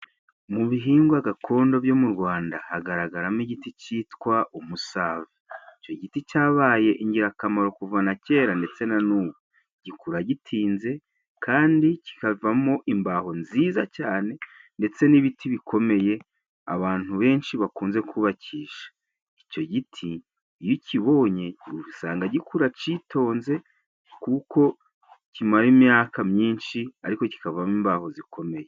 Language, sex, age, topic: Kinyarwanda, male, 36-49, health